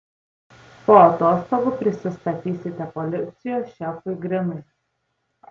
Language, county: Lithuanian, Tauragė